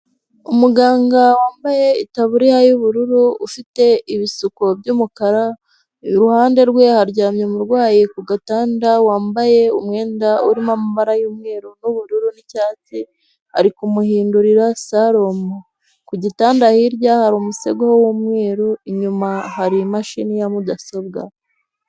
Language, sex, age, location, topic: Kinyarwanda, female, 25-35, Huye, health